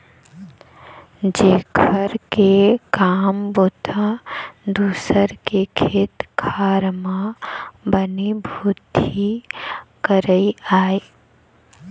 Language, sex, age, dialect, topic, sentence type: Chhattisgarhi, female, 18-24, Eastern, agriculture, statement